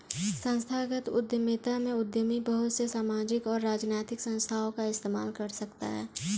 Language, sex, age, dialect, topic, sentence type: Hindi, female, 18-24, Kanauji Braj Bhasha, banking, statement